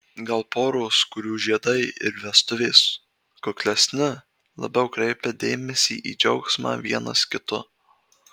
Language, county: Lithuanian, Marijampolė